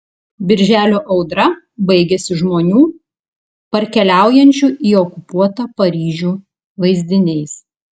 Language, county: Lithuanian, Klaipėda